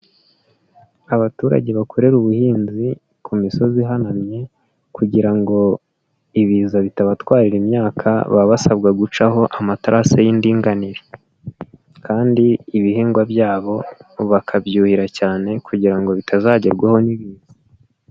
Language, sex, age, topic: Kinyarwanda, male, 25-35, agriculture